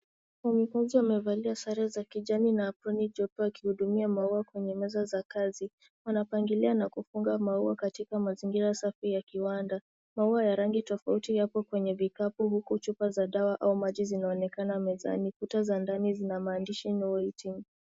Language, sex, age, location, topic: Swahili, female, 18-24, Nairobi, agriculture